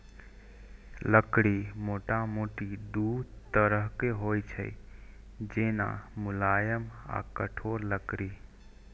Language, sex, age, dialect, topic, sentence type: Maithili, male, 18-24, Eastern / Thethi, agriculture, statement